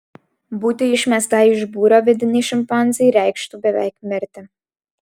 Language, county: Lithuanian, Alytus